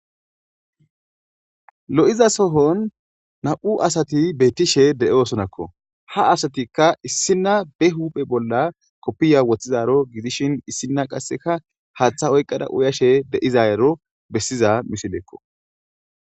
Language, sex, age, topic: Gamo, male, 18-24, government